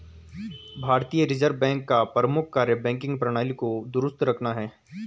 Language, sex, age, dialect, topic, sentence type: Hindi, male, 18-24, Garhwali, banking, statement